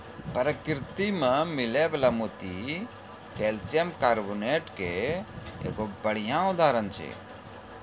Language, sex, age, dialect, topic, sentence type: Maithili, male, 41-45, Angika, agriculture, statement